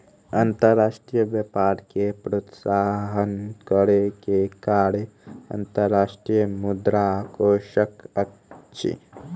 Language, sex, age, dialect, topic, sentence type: Maithili, male, 18-24, Southern/Standard, banking, statement